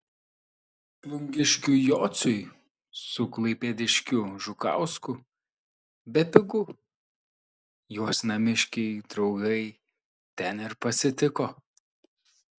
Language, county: Lithuanian, Šiauliai